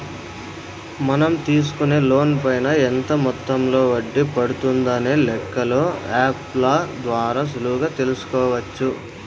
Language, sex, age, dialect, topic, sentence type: Telugu, male, 25-30, Southern, banking, statement